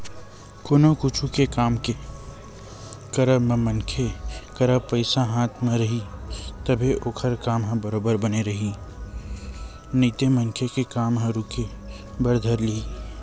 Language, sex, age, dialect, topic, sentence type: Chhattisgarhi, male, 18-24, Western/Budati/Khatahi, banking, statement